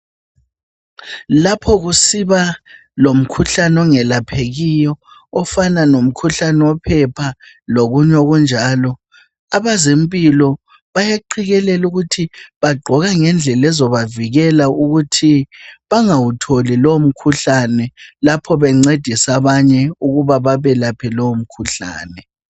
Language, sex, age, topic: North Ndebele, female, 25-35, health